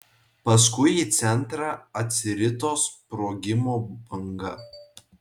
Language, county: Lithuanian, Vilnius